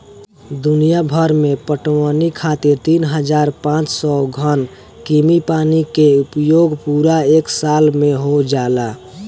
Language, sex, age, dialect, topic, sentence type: Bhojpuri, male, 18-24, Southern / Standard, agriculture, statement